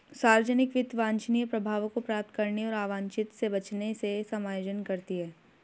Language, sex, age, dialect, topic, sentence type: Hindi, female, 18-24, Marwari Dhudhari, banking, statement